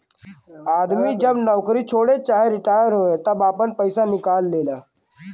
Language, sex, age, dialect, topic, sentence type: Bhojpuri, male, <18, Western, banking, statement